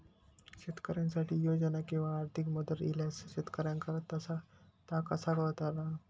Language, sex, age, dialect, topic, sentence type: Marathi, male, 60-100, Southern Konkan, agriculture, question